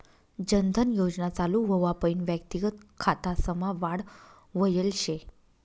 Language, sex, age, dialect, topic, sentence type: Marathi, female, 25-30, Northern Konkan, banking, statement